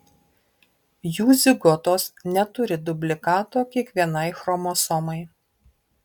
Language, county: Lithuanian, Marijampolė